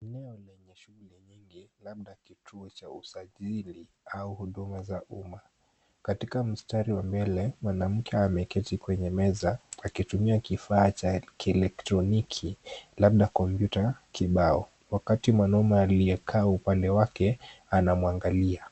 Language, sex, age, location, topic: Swahili, male, 18-24, Kisumu, government